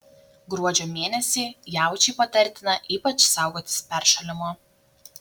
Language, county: Lithuanian, Šiauliai